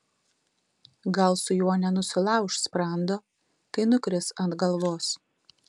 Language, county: Lithuanian, Tauragė